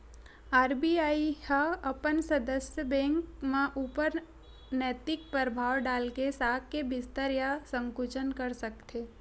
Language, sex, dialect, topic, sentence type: Chhattisgarhi, female, Western/Budati/Khatahi, banking, statement